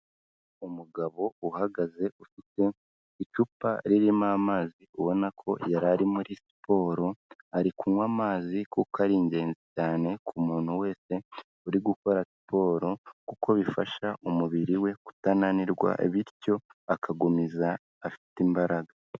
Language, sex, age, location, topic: Kinyarwanda, female, 25-35, Kigali, health